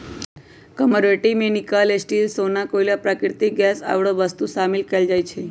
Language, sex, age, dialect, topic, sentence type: Magahi, female, 25-30, Western, banking, statement